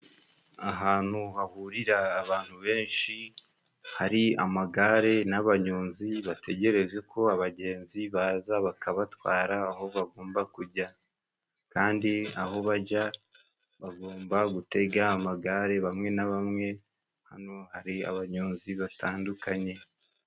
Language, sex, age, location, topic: Kinyarwanda, male, 18-24, Musanze, government